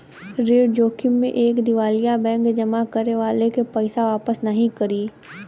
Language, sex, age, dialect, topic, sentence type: Bhojpuri, female, 18-24, Western, banking, statement